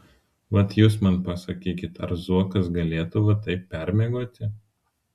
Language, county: Lithuanian, Vilnius